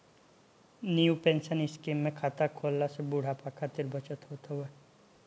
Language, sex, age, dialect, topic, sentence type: Bhojpuri, male, 18-24, Northern, banking, statement